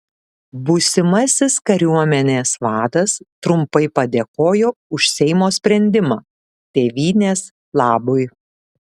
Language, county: Lithuanian, Šiauliai